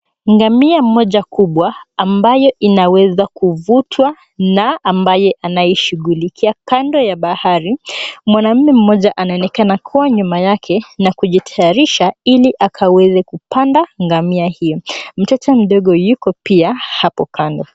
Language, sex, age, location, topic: Swahili, female, 18-24, Mombasa, government